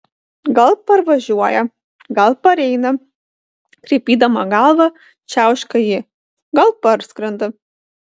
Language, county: Lithuanian, Panevėžys